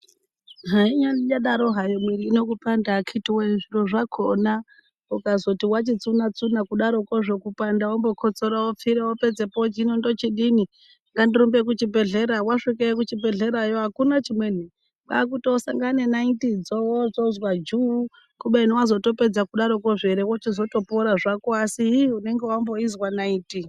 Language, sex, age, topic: Ndau, male, 36-49, health